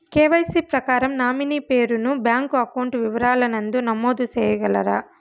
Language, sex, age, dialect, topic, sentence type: Telugu, female, 25-30, Southern, banking, question